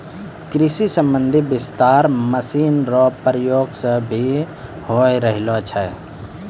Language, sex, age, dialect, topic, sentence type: Maithili, male, 18-24, Angika, agriculture, statement